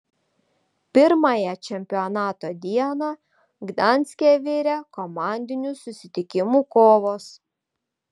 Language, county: Lithuanian, Vilnius